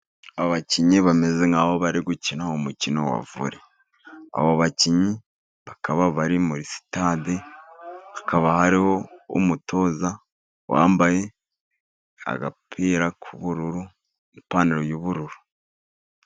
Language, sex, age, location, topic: Kinyarwanda, male, 36-49, Musanze, government